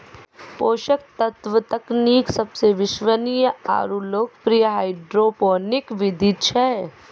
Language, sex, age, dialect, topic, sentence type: Maithili, female, 51-55, Angika, agriculture, statement